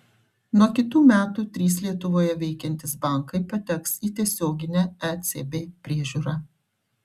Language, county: Lithuanian, Šiauliai